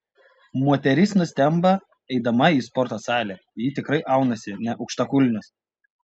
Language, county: Lithuanian, Panevėžys